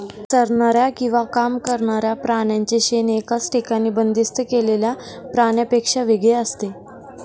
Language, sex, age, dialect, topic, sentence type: Marathi, female, 18-24, Northern Konkan, agriculture, statement